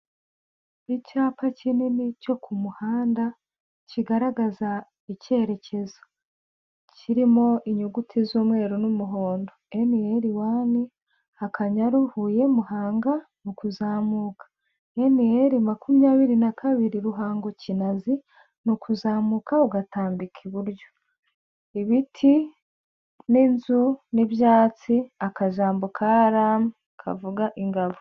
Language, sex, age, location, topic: Kinyarwanda, female, 25-35, Kigali, government